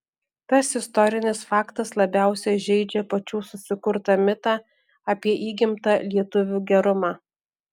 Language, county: Lithuanian, Alytus